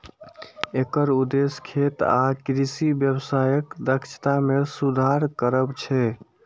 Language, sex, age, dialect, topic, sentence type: Maithili, male, 51-55, Eastern / Thethi, agriculture, statement